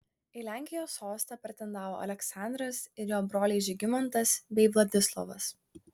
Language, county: Lithuanian, Klaipėda